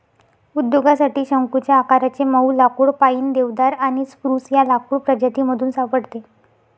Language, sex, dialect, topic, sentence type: Marathi, female, Northern Konkan, agriculture, statement